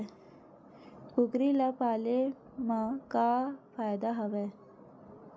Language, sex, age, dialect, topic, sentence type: Chhattisgarhi, female, 31-35, Western/Budati/Khatahi, agriculture, question